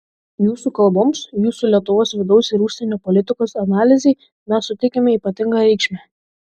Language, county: Lithuanian, Šiauliai